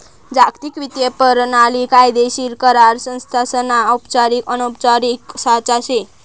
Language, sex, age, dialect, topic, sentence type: Marathi, female, 18-24, Northern Konkan, banking, statement